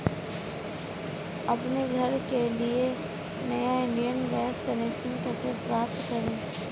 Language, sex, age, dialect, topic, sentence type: Hindi, female, 18-24, Marwari Dhudhari, banking, question